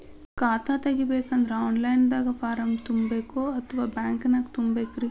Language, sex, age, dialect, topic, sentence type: Kannada, female, 31-35, Dharwad Kannada, banking, question